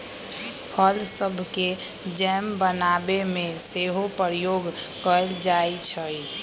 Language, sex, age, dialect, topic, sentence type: Magahi, female, 18-24, Western, agriculture, statement